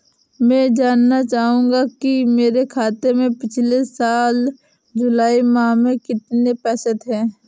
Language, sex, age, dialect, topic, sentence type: Hindi, female, 18-24, Marwari Dhudhari, banking, question